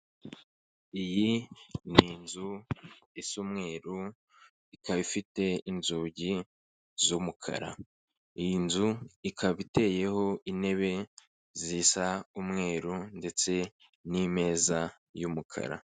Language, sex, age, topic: Kinyarwanda, male, 25-35, finance